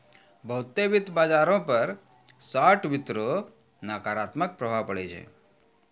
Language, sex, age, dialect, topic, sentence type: Maithili, male, 41-45, Angika, banking, statement